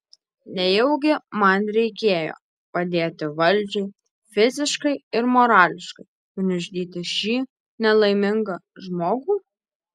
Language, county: Lithuanian, Alytus